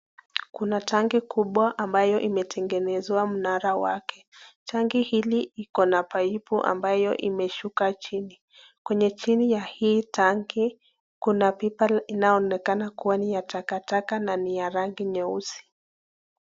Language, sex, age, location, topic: Swahili, female, 25-35, Nakuru, government